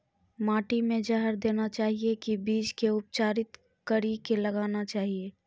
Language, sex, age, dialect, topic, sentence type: Maithili, female, 41-45, Angika, agriculture, question